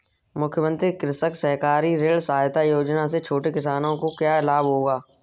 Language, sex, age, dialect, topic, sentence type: Hindi, male, 18-24, Kanauji Braj Bhasha, agriculture, question